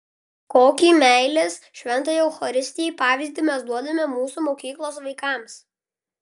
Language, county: Lithuanian, Klaipėda